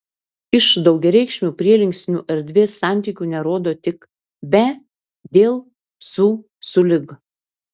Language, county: Lithuanian, Klaipėda